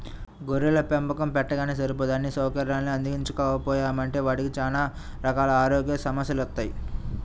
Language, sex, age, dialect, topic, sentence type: Telugu, male, 18-24, Central/Coastal, agriculture, statement